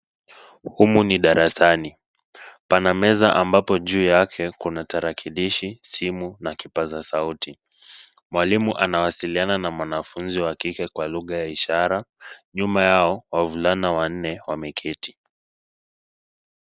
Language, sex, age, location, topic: Swahili, male, 25-35, Nairobi, education